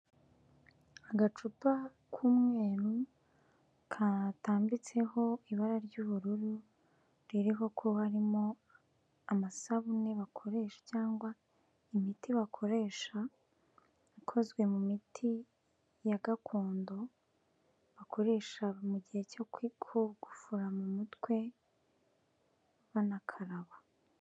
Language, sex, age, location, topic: Kinyarwanda, female, 18-24, Kigali, health